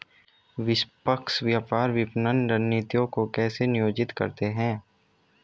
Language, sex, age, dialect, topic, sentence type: Hindi, male, 18-24, Hindustani Malvi Khadi Boli, banking, statement